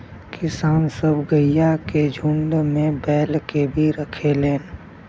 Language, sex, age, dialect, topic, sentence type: Bhojpuri, male, 31-35, Western, agriculture, statement